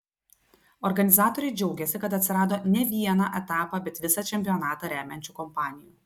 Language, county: Lithuanian, Telšiai